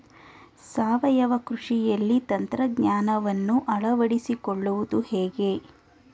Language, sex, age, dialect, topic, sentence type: Kannada, female, 25-30, Mysore Kannada, agriculture, question